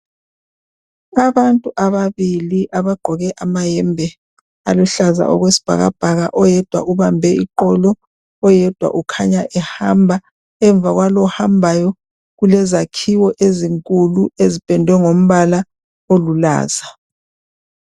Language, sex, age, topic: North Ndebele, female, 50+, education